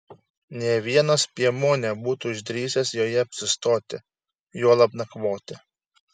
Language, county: Lithuanian, Šiauliai